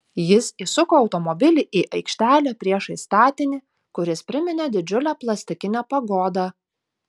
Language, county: Lithuanian, Utena